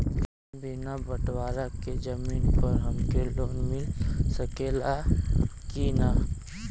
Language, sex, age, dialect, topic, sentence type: Bhojpuri, male, 18-24, Western, banking, question